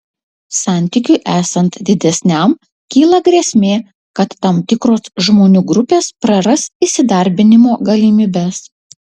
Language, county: Lithuanian, Utena